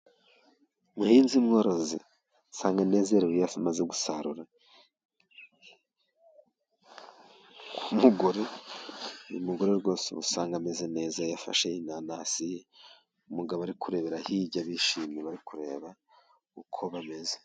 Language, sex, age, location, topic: Kinyarwanda, male, 36-49, Musanze, agriculture